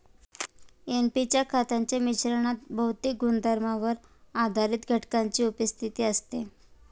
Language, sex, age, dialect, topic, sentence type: Marathi, female, 25-30, Standard Marathi, agriculture, statement